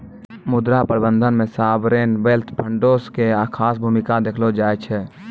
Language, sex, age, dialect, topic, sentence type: Maithili, male, 18-24, Angika, banking, statement